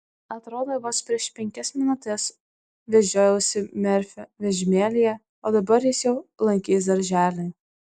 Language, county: Lithuanian, Vilnius